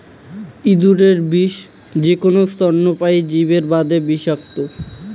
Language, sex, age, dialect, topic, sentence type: Bengali, male, 18-24, Rajbangshi, agriculture, statement